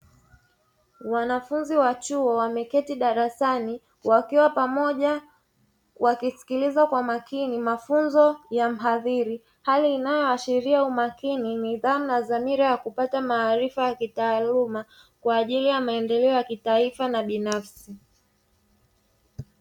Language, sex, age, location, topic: Swahili, female, 25-35, Dar es Salaam, education